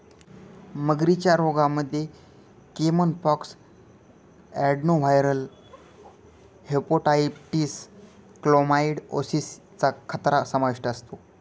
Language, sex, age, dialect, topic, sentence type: Marathi, male, 18-24, Northern Konkan, agriculture, statement